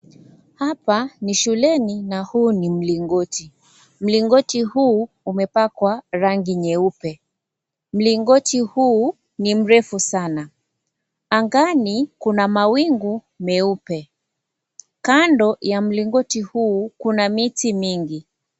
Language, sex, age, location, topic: Swahili, female, 25-35, Kisii, education